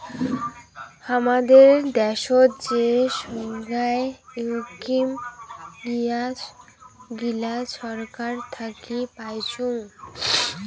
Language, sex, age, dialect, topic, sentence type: Bengali, female, 18-24, Rajbangshi, banking, statement